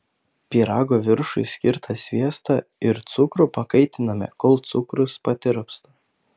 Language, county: Lithuanian, Panevėžys